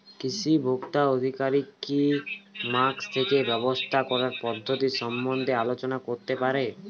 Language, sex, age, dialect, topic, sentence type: Bengali, male, 18-24, Standard Colloquial, agriculture, question